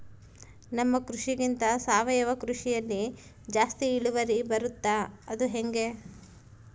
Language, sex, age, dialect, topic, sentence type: Kannada, female, 46-50, Central, agriculture, question